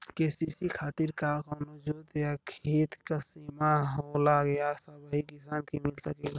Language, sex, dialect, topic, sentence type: Bhojpuri, male, Western, agriculture, question